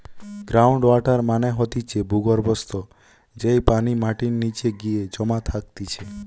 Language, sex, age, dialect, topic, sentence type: Bengali, male, 18-24, Western, agriculture, statement